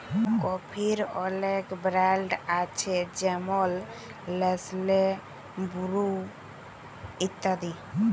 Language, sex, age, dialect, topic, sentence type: Bengali, female, 18-24, Jharkhandi, agriculture, statement